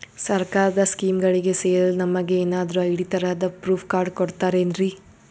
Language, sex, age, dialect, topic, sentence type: Kannada, female, 18-24, Northeastern, banking, question